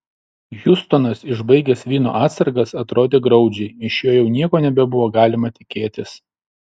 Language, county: Lithuanian, Šiauliai